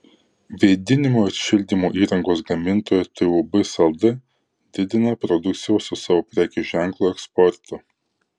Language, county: Lithuanian, Kaunas